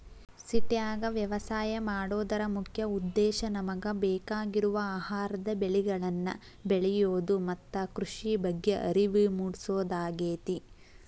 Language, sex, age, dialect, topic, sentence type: Kannada, female, 18-24, Dharwad Kannada, agriculture, statement